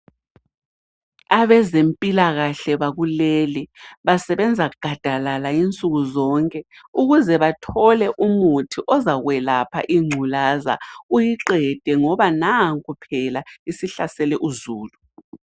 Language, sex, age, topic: North Ndebele, female, 36-49, health